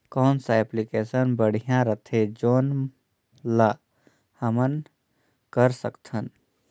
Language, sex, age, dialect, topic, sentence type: Chhattisgarhi, male, 18-24, Northern/Bhandar, agriculture, question